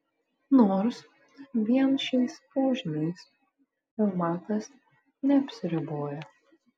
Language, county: Lithuanian, Vilnius